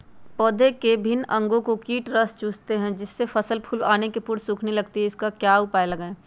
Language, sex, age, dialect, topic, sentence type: Magahi, female, 31-35, Western, agriculture, question